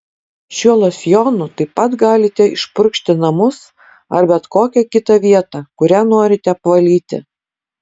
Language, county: Lithuanian, Utena